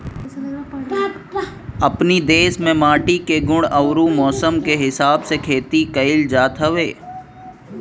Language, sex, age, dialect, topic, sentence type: Bhojpuri, male, 31-35, Northern, agriculture, statement